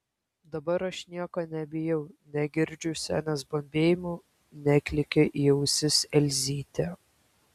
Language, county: Lithuanian, Kaunas